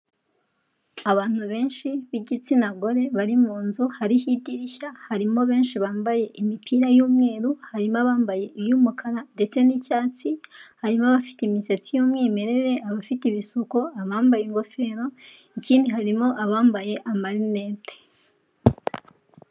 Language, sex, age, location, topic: Kinyarwanda, female, 18-24, Kigali, health